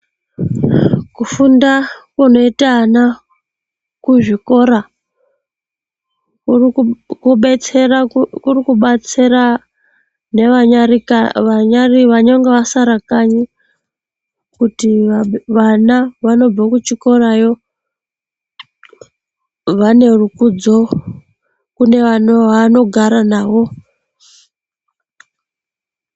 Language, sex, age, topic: Ndau, female, 25-35, education